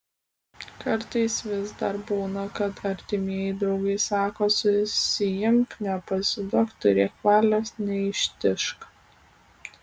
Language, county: Lithuanian, Kaunas